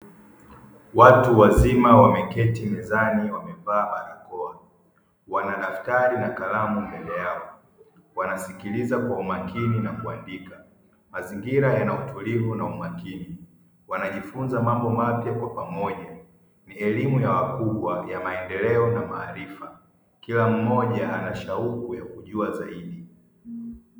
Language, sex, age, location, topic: Swahili, male, 50+, Dar es Salaam, education